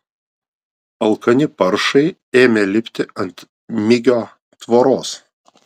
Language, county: Lithuanian, Vilnius